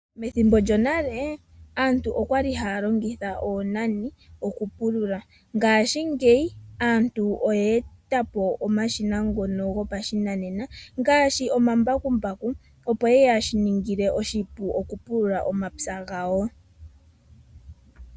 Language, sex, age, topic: Oshiwambo, female, 25-35, agriculture